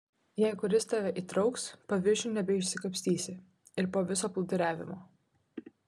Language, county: Lithuanian, Kaunas